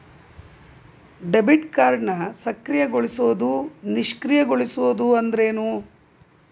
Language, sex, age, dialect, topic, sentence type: Kannada, female, 60-100, Dharwad Kannada, banking, statement